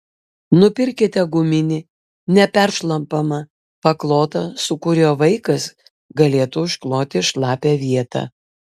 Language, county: Lithuanian, Vilnius